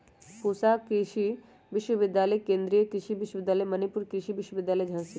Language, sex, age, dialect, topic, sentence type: Magahi, female, 18-24, Western, agriculture, statement